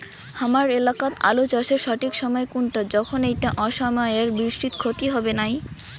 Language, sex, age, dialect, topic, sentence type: Bengali, female, 18-24, Rajbangshi, agriculture, question